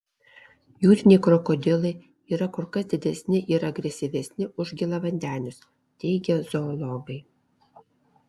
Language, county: Lithuanian, Alytus